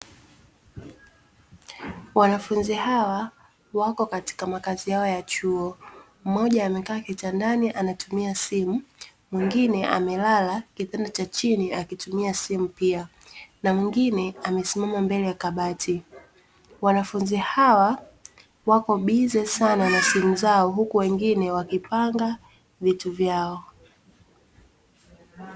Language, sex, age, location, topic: Swahili, female, 25-35, Dar es Salaam, education